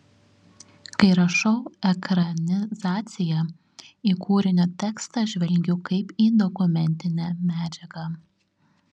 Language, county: Lithuanian, Šiauliai